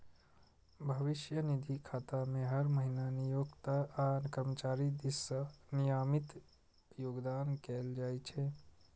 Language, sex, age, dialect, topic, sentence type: Maithili, male, 36-40, Eastern / Thethi, banking, statement